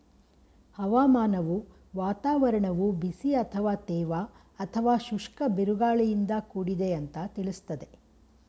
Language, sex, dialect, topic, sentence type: Kannada, female, Mysore Kannada, agriculture, statement